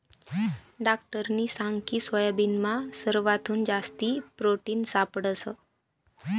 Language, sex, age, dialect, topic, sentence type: Marathi, female, 25-30, Northern Konkan, agriculture, statement